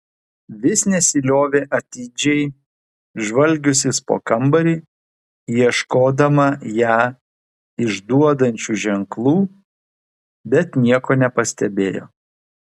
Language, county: Lithuanian, Vilnius